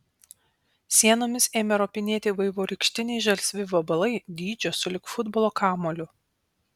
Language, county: Lithuanian, Panevėžys